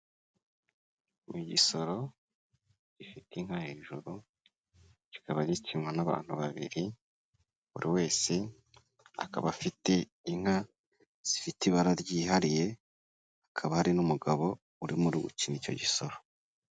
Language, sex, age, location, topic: Kinyarwanda, male, 25-35, Kigali, health